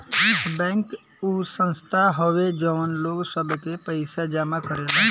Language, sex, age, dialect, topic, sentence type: Bhojpuri, male, 18-24, Southern / Standard, banking, statement